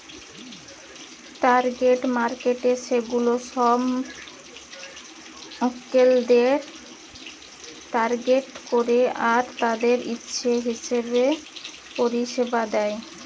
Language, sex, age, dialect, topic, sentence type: Bengali, female, 31-35, Western, banking, statement